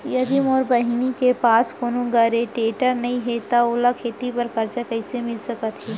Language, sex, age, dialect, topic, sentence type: Chhattisgarhi, male, 60-100, Central, agriculture, statement